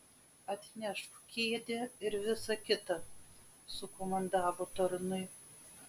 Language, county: Lithuanian, Vilnius